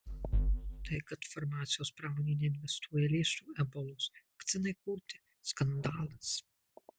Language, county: Lithuanian, Marijampolė